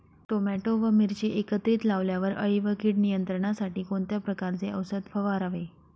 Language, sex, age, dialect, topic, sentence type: Marathi, female, 25-30, Northern Konkan, agriculture, question